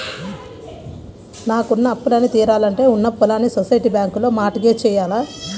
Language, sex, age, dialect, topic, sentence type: Telugu, female, 18-24, Central/Coastal, banking, statement